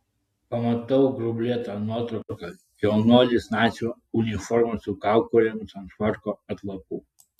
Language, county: Lithuanian, Klaipėda